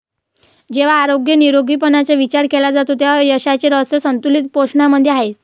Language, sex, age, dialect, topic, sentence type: Marathi, female, 18-24, Varhadi, banking, statement